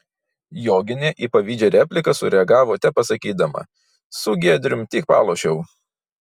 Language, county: Lithuanian, Vilnius